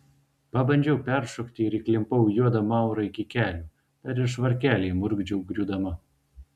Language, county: Lithuanian, Vilnius